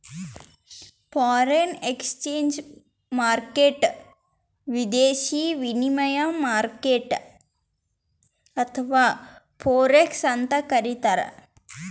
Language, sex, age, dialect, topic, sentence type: Kannada, female, 18-24, Northeastern, banking, statement